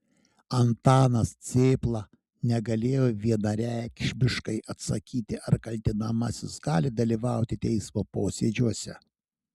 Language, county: Lithuanian, Šiauliai